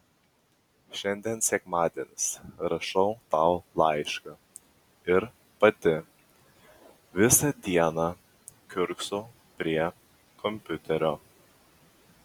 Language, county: Lithuanian, Vilnius